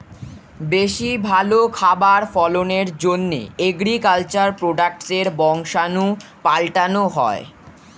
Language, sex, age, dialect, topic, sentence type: Bengali, male, 46-50, Standard Colloquial, agriculture, statement